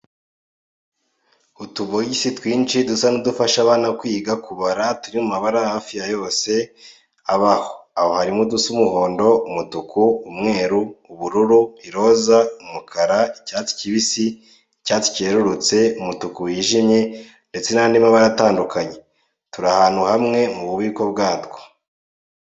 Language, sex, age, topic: Kinyarwanda, male, 18-24, education